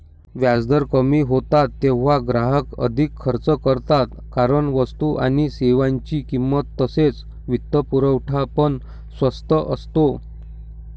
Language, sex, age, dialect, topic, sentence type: Marathi, male, 60-100, Standard Marathi, banking, statement